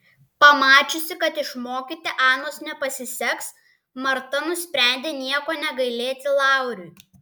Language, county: Lithuanian, Klaipėda